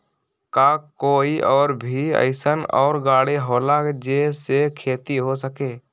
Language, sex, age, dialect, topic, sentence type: Magahi, male, 18-24, Western, agriculture, question